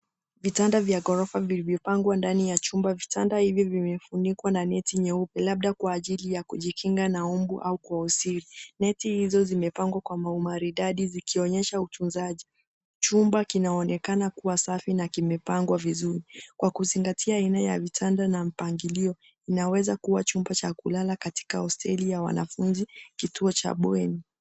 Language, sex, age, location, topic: Swahili, female, 18-24, Nairobi, education